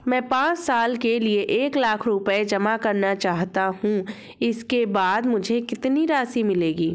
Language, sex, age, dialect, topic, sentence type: Hindi, female, 36-40, Awadhi Bundeli, banking, question